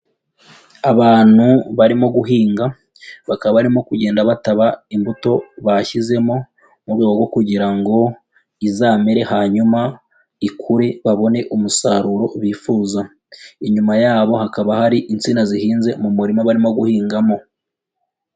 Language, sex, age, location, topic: Kinyarwanda, male, 18-24, Huye, agriculture